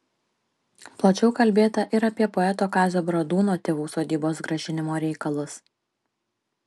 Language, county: Lithuanian, Panevėžys